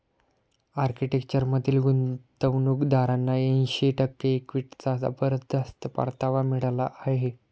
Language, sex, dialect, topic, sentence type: Marathi, male, Standard Marathi, banking, statement